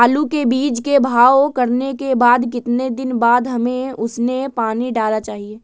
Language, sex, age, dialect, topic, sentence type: Magahi, female, 18-24, Western, agriculture, question